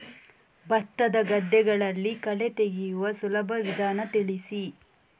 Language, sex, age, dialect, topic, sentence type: Kannada, female, 18-24, Coastal/Dakshin, agriculture, question